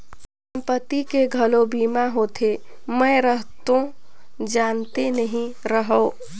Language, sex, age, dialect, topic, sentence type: Chhattisgarhi, female, 31-35, Northern/Bhandar, banking, statement